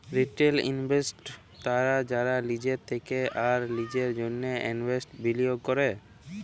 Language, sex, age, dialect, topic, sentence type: Bengali, male, 18-24, Jharkhandi, banking, statement